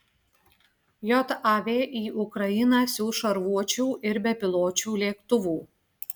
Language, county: Lithuanian, Klaipėda